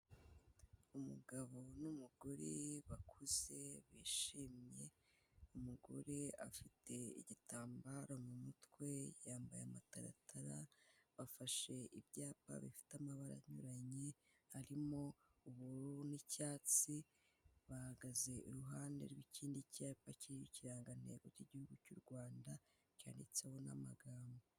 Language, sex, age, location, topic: Kinyarwanda, female, 18-24, Kigali, health